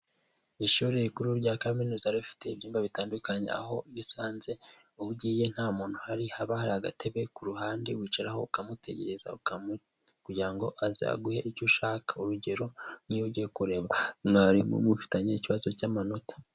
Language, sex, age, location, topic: Kinyarwanda, male, 18-24, Huye, education